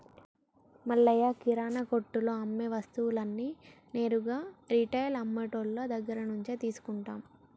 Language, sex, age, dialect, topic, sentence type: Telugu, male, 56-60, Telangana, banking, statement